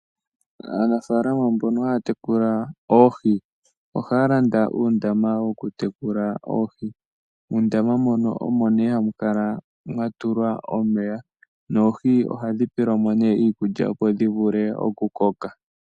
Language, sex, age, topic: Oshiwambo, male, 18-24, agriculture